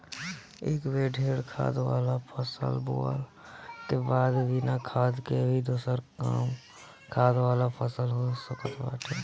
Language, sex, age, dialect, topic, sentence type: Bhojpuri, male, 18-24, Northern, agriculture, statement